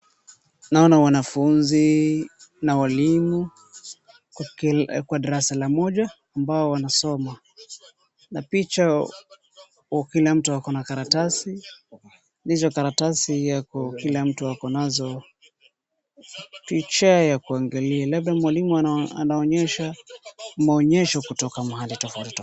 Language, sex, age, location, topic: Swahili, male, 18-24, Wajir, health